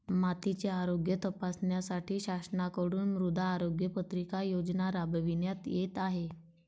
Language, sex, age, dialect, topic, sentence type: Marathi, male, 31-35, Varhadi, agriculture, statement